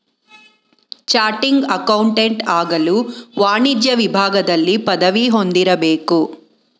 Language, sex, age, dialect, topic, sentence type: Kannada, female, 41-45, Mysore Kannada, banking, statement